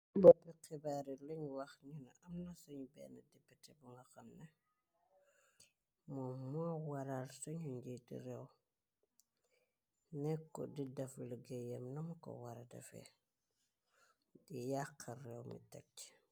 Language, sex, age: Wolof, female, 25-35